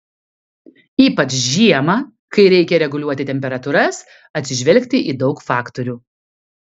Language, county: Lithuanian, Kaunas